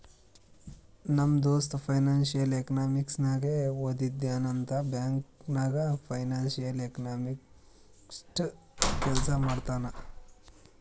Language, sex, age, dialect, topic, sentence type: Kannada, male, 25-30, Northeastern, banking, statement